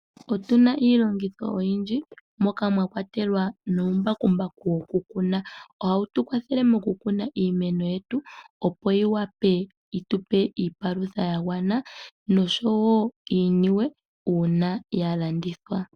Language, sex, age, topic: Oshiwambo, female, 18-24, agriculture